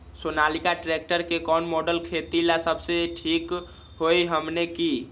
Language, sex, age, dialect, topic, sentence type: Magahi, male, 18-24, Western, agriculture, question